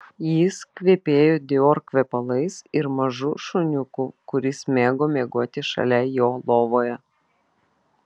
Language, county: Lithuanian, Vilnius